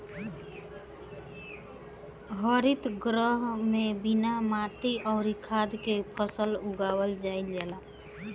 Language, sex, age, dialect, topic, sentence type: Bhojpuri, female, <18, Southern / Standard, agriculture, statement